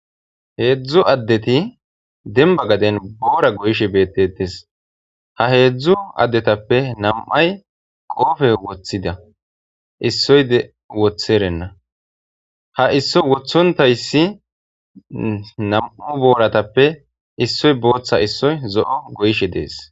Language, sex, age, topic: Gamo, male, 25-35, agriculture